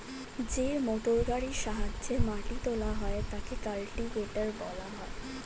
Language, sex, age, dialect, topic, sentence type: Bengali, female, 18-24, Standard Colloquial, agriculture, statement